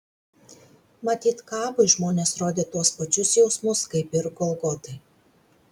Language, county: Lithuanian, Vilnius